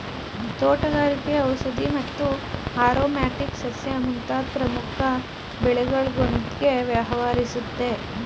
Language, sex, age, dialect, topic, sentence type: Kannada, male, 36-40, Mysore Kannada, agriculture, statement